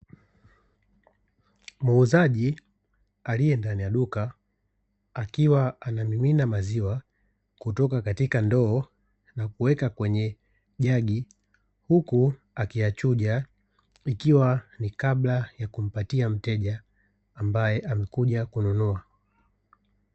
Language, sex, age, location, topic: Swahili, male, 25-35, Dar es Salaam, finance